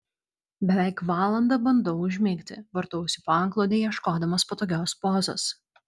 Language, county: Lithuanian, Vilnius